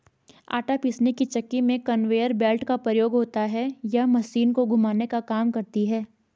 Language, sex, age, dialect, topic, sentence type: Hindi, female, 18-24, Garhwali, agriculture, statement